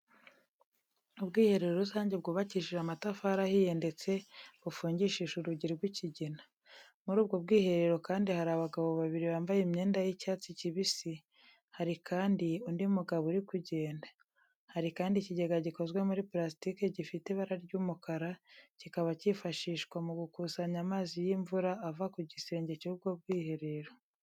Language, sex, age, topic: Kinyarwanda, female, 36-49, education